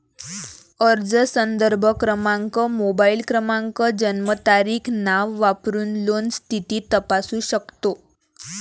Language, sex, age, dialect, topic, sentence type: Marathi, female, 18-24, Varhadi, banking, statement